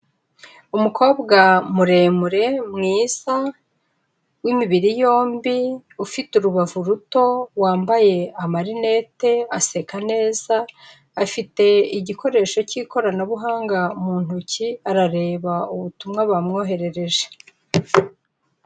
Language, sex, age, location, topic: Kinyarwanda, female, 25-35, Kigali, finance